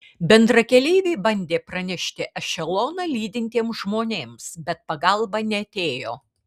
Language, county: Lithuanian, Kaunas